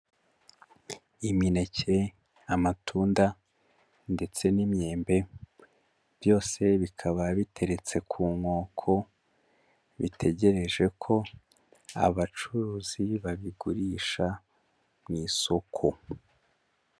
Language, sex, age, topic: Kinyarwanda, male, 25-35, agriculture